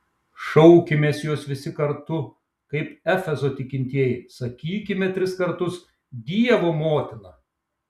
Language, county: Lithuanian, Šiauliai